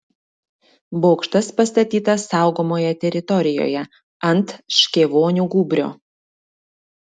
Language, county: Lithuanian, Klaipėda